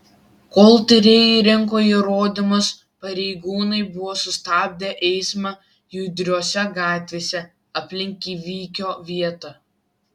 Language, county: Lithuanian, Vilnius